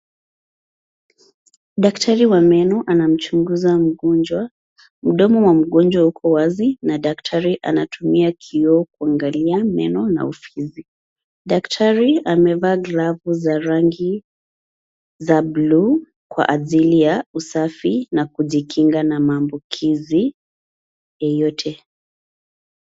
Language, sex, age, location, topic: Swahili, female, 25-35, Nairobi, health